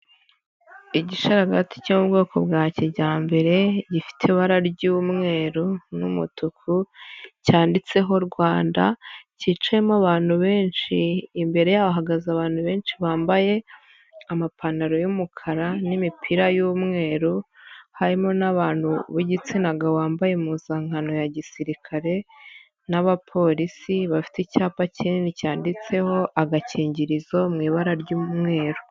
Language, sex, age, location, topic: Kinyarwanda, female, 25-35, Nyagatare, health